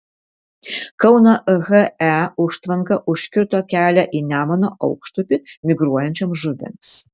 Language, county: Lithuanian, Vilnius